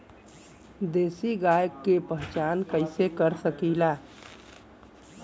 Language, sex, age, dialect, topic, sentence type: Bhojpuri, female, 41-45, Western, agriculture, question